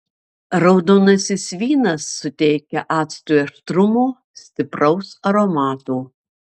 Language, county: Lithuanian, Marijampolė